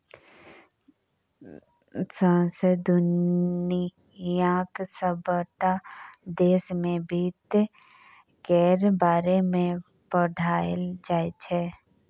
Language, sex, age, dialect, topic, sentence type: Maithili, female, 25-30, Bajjika, banking, statement